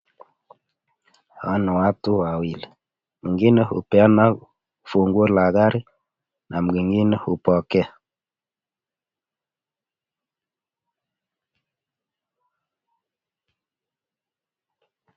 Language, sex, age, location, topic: Swahili, male, 25-35, Nakuru, finance